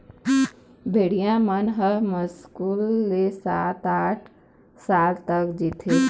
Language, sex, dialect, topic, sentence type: Chhattisgarhi, female, Eastern, agriculture, statement